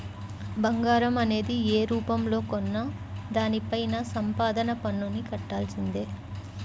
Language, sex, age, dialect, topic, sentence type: Telugu, male, 25-30, Central/Coastal, banking, statement